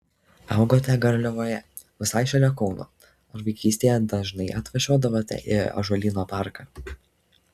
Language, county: Lithuanian, Šiauliai